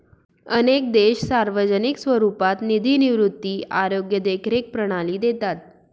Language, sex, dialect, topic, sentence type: Marathi, female, Northern Konkan, banking, statement